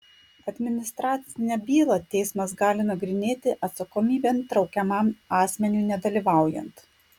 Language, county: Lithuanian, Klaipėda